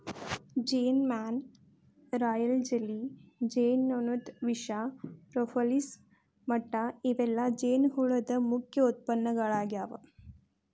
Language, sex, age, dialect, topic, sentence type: Kannada, female, 25-30, Dharwad Kannada, agriculture, statement